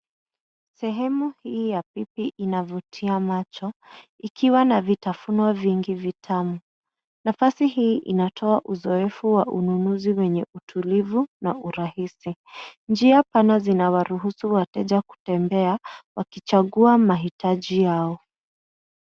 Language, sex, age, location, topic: Swahili, female, 25-35, Nairobi, finance